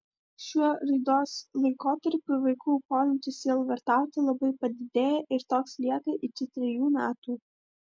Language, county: Lithuanian, Vilnius